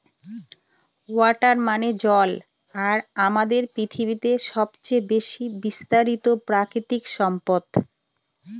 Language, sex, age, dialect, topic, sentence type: Bengali, female, 46-50, Northern/Varendri, agriculture, statement